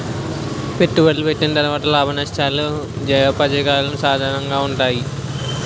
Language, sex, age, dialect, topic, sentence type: Telugu, male, 18-24, Utterandhra, banking, statement